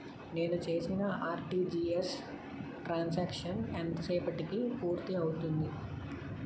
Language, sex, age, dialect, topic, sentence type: Telugu, male, 25-30, Utterandhra, banking, question